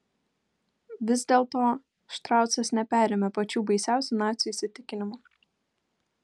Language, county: Lithuanian, Kaunas